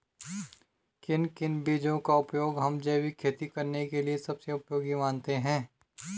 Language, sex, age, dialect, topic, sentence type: Hindi, male, 36-40, Garhwali, agriculture, question